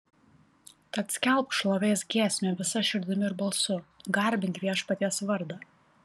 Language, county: Lithuanian, Panevėžys